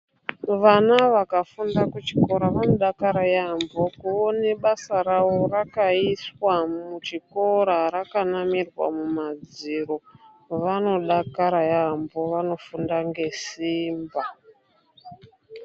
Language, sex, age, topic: Ndau, female, 25-35, education